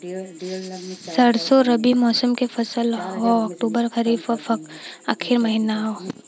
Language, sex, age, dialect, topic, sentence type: Bhojpuri, female, 18-24, Western, agriculture, question